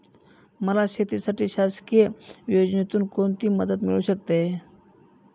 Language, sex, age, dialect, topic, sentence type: Marathi, male, 18-24, Northern Konkan, agriculture, question